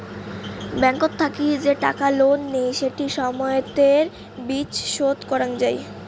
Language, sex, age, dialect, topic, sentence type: Bengali, female, <18, Rajbangshi, banking, statement